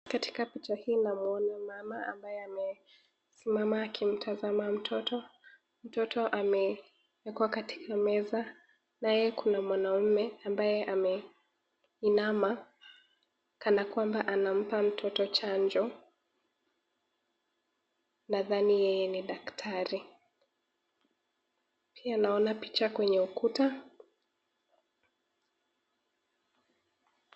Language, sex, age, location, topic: Swahili, female, 18-24, Nakuru, health